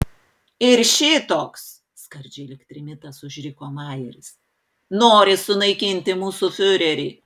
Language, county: Lithuanian, Panevėžys